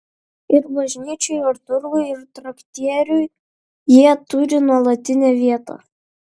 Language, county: Lithuanian, Vilnius